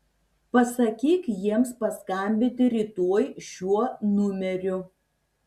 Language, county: Lithuanian, Šiauliai